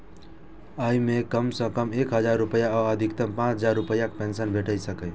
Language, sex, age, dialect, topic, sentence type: Maithili, male, 18-24, Eastern / Thethi, banking, statement